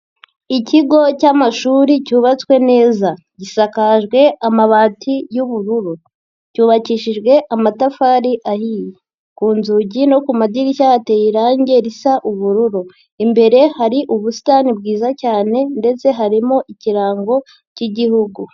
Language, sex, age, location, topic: Kinyarwanda, female, 50+, Nyagatare, education